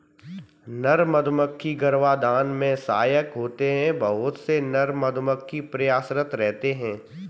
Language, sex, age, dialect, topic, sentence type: Hindi, male, 25-30, Kanauji Braj Bhasha, agriculture, statement